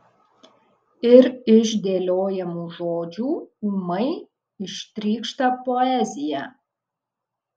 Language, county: Lithuanian, Kaunas